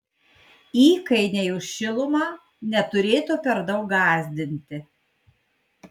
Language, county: Lithuanian, Kaunas